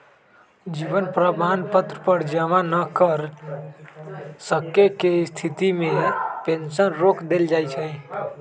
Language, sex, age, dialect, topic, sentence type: Magahi, male, 18-24, Western, banking, statement